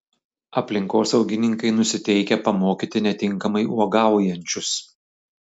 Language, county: Lithuanian, Šiauliai